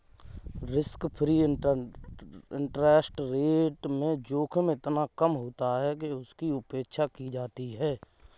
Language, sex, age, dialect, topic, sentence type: Hindi, male, 25-30, Kanauji Braj Bhasha, banking, statement